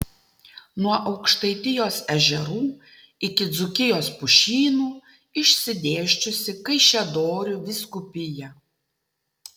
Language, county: Lithuanian, Utena